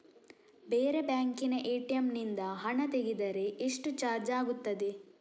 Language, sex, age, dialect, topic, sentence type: Kannada, male, 36-40, Coastal/Dakshin, banking, question